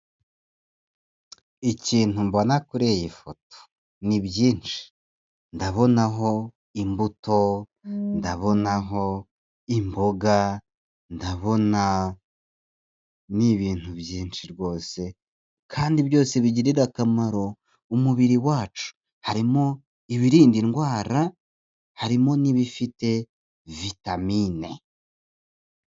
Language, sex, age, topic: Kinyarwanda, male, 25-35, agriculture